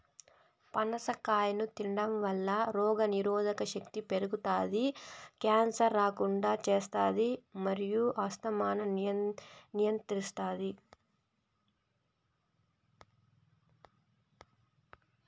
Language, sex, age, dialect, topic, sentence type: Telugu, female, 18-24, Southern, agriculture, statement